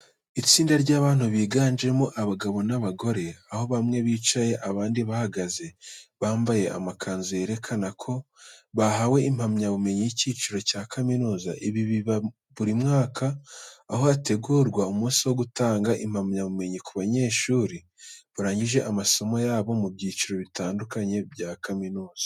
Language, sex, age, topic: Kinyarwanda, male, 18-24, education